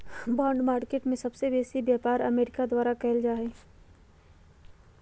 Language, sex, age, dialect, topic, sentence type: Magahi, female, 51-55, Western, banking, statement